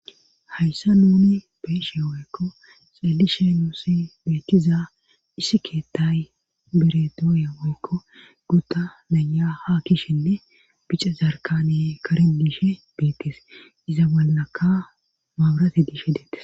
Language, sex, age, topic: Gamo, female, 36-49, government